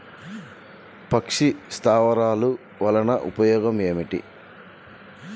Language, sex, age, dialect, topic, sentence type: Telugu, male, 36-40, Central/Coastal, agriculture, question